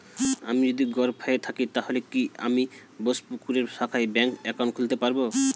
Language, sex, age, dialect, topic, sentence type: Bengali, male, 18-24, Standard Colloquial, banking, question